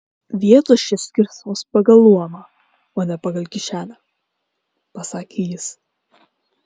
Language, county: Lithuanian, Klaipėda